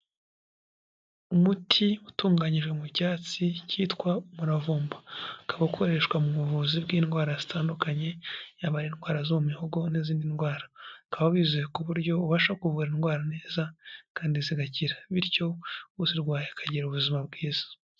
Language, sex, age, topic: Kinyarwanda, male, 18-24, health